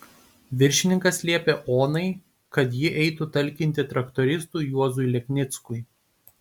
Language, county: Lithuanian, Panevėžys